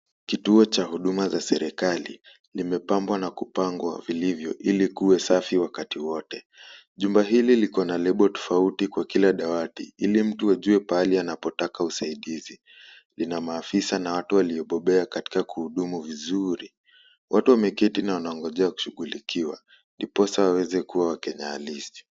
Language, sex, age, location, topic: Swahili, male, 18-24, Kisumu, government